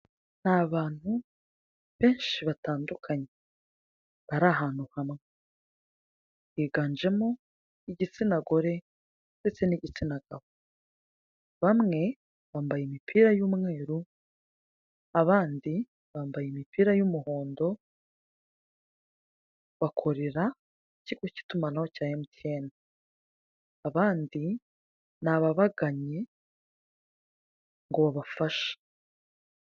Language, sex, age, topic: Kinyarwanda, female, 25-35, finance